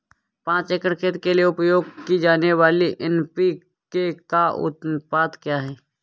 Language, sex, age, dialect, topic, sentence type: Hindi, male, 25-30, Awadhi Bundeli, agriculture, question